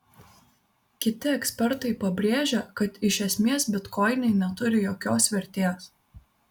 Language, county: Lithuanian, Vilnius